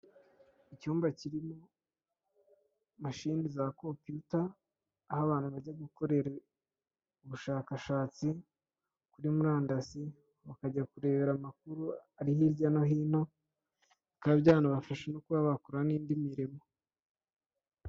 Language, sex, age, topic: Kinyarwanda, male, 25-35, government